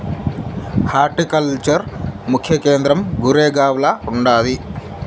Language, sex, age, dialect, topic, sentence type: Telugu, male, 25-30, Southern, agriculture, statement